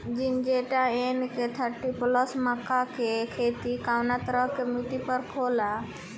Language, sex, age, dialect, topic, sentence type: Bhojpuri, female, 18-24, Southern / Standard, agriculture, question